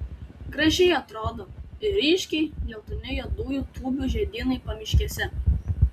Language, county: Lithuanian, Tauragė